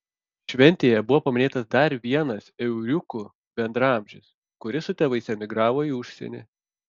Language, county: Lithuanian, Panevėžys